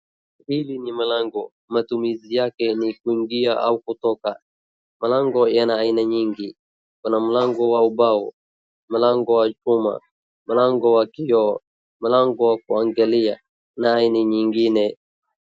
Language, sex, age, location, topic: Swahili, male, 36-49, Wajir, education